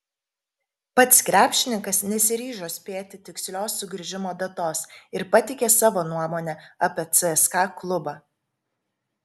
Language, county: Lithuanian, Kaunas